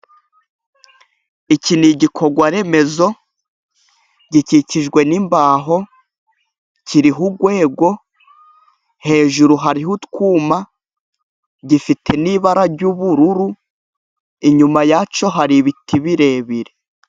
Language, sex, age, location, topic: Kinyarwanda, female, 18-24, Gakenke, government